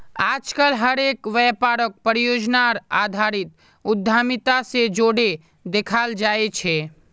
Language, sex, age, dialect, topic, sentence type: Magahi, male, 18-24, Northeastern/Surjapuri, banking, statement